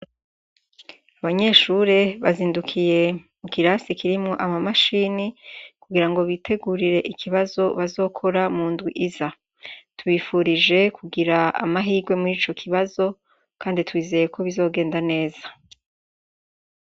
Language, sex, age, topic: Rundi, female, 36-49, education